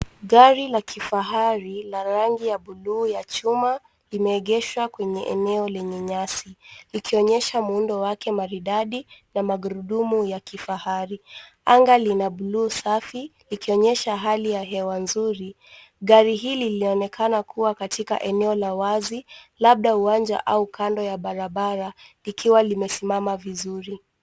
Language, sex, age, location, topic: Swahili, female, 18-24, Nairobi, finance